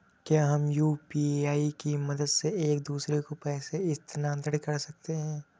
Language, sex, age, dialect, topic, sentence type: Hindi, male, 25-30, Awadhi Bundeli, banking, question